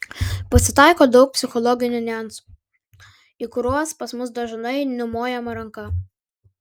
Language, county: Lithuanian, Kaunas